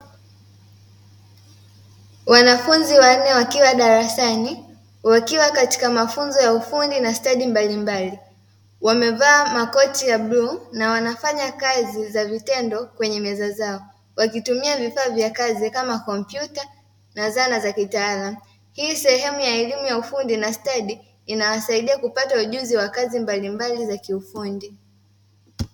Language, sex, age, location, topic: Swahili, female, 18-24, Dar es Salaam, education